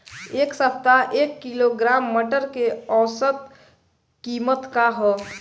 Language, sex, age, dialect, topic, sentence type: Bhojpuri, male, 18-24, Northern, agriculture, question